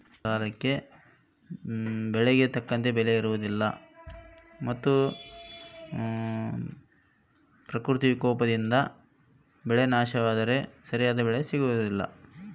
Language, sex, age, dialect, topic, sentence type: Kannada, male, 36-40, Central, agriculture, question